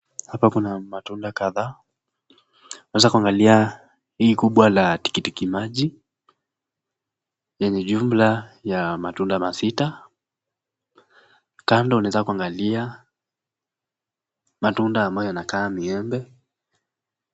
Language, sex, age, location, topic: Swahili, male, 18-24, Nakuru, finance